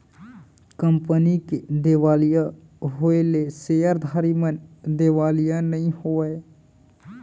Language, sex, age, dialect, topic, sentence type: Chhattisgarhi, male, 18-24, Central, banking, statement